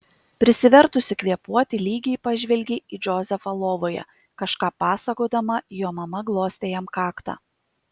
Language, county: Lithuanian, Kaunas